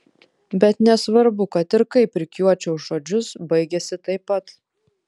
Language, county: Lithuanian, Vilnius